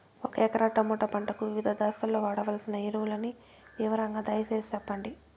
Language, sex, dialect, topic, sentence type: Telugu, female, Southern, agriculture, question